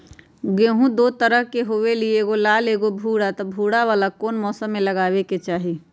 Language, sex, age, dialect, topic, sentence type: Magahi, female, 46-50, Western, agriculture, question